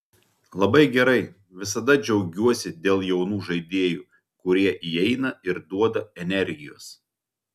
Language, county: Lithuanian, Telšiai